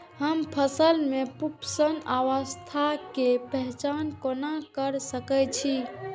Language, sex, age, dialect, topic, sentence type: Maithili, female, 46-50, Eastern / Thethi, agriculture, statement